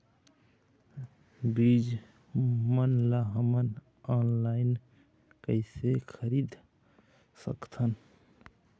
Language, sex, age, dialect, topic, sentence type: Chhattisgarhi, male, 18-24, Eastern, agriculture, statement